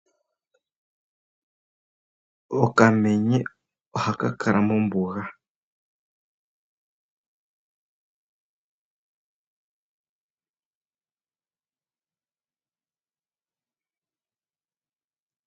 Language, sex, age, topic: Oshiwambo, male, 25-35, agriculture